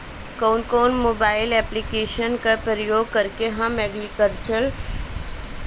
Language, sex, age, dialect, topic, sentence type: Bhojpuri, female, 31-35, Northern, agriculture, question